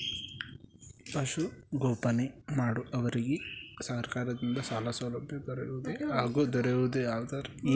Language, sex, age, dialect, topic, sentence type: Kannada, male, 18-24, Mysore Kannada, agriculture, question